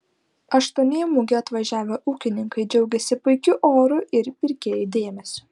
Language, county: Lithuanian, Klaipėda